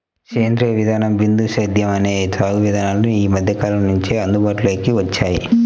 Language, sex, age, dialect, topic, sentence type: Telugu, male, 25-30, Central/Coastal, agriculture, statement